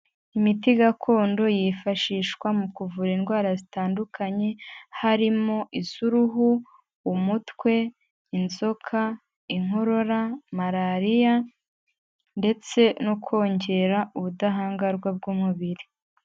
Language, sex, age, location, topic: Kinyarwanda, female, 18-24, Huye, health